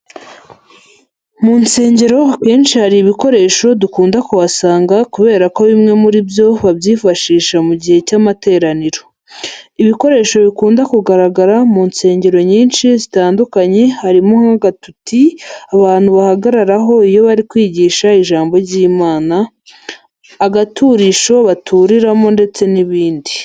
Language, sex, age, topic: Kinyarwanda, female, 25-35, education